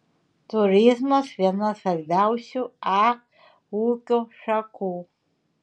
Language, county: Lithuanian, Šiauliai